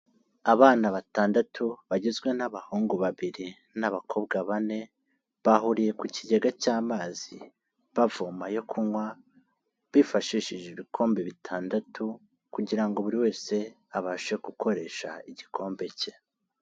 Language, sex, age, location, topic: Kinyarwanda, male, 18-24, Kigali, health